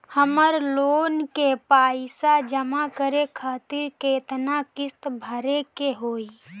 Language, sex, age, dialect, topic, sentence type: Bhojpuri, female, 18-24, Northern, banking, question